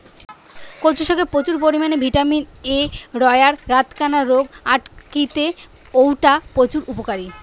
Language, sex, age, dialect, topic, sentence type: Bengali, female, 18-24, Western, agriculture, statement